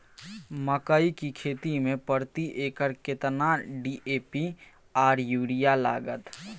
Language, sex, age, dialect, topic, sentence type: Maithili, male, 18-24, Bajjika, agriculture, question